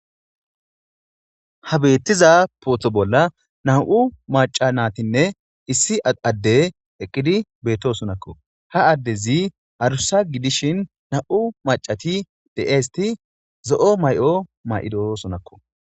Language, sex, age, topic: Gamo, male, 18-24, government